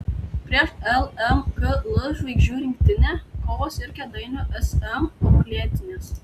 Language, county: Lithuanian, Tauragė